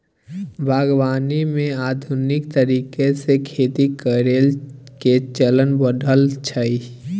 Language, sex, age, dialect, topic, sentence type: Maithili, male, 18-24, Bajjika, agriculture, statement